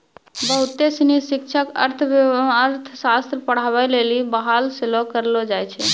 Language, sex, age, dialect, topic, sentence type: Maithili, female, 25-30, Angika, banking, statement